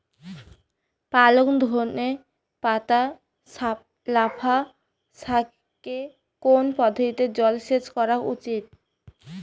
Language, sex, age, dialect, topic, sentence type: Bengali, female, 25-30, Rajbangshi, agriculture, question